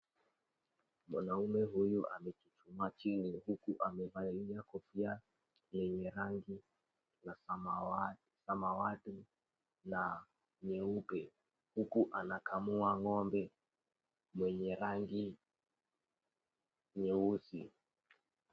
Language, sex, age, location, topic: Swahili, female, 36-49, Kisumu, agriculture